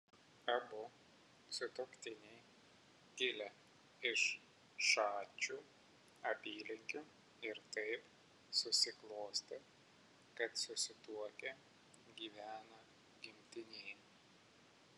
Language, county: Lithuanian, Vilnius